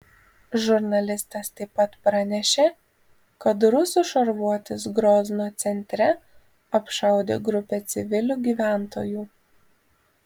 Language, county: Lithuanian, Panevėžys